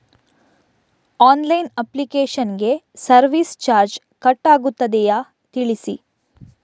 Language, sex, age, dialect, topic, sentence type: Kannada, female, 56-60, Coastal/Dakshin, banking, question